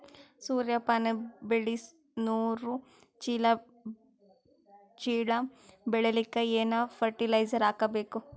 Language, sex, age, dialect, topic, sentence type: Kannada, female, 18-24, Northeastern, agriculture, question